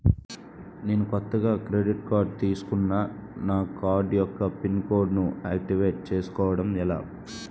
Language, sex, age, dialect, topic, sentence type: Telugu, male, 25-30, Utterandhra, banking, question